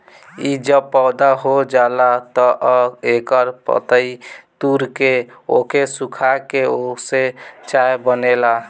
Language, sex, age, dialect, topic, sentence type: Bhojpuri, male, <18, Northern, agriculture, statement